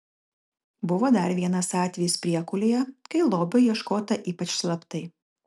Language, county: Lithuanian, Kaunas